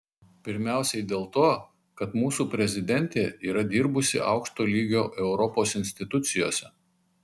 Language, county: Lithuanian, Marijampolė